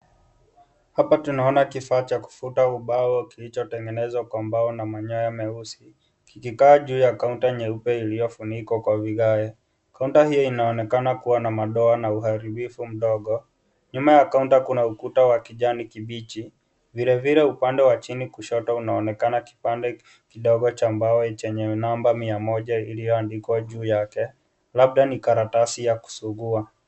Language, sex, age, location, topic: Swahili, male, 18-24, Kisii, education